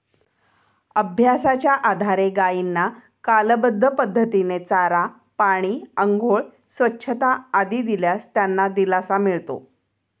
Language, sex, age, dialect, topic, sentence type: Marathi, female, 51-55, Standard Marathi, agriculture, statement